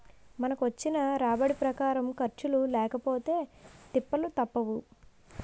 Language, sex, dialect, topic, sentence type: Telugu, female, Utterandhra, banking, statement